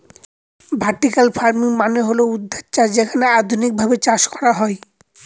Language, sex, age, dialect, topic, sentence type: Bengali, male, 25-30, Northern/Varendri, agriculture, statement